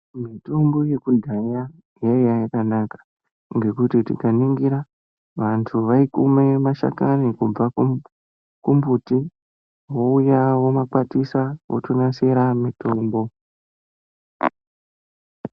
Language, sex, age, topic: Ndau, male, 18-24, health